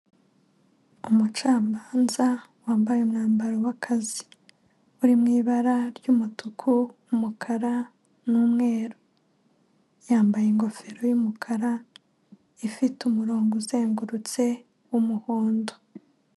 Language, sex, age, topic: Kinyarwanda, female, 25-35, government